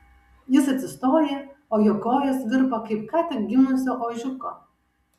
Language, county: Lithuanian, Kaunas